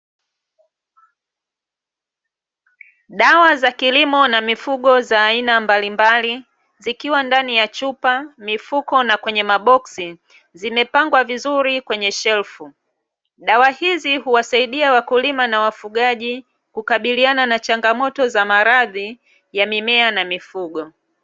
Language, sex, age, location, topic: Swahili, female, 36-49, Dar es Salaam, agriculture